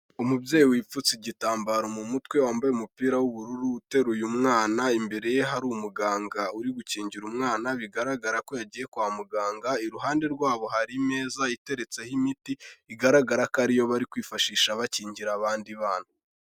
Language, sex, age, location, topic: Kinyarwanda, male, 18-24, Kigali, health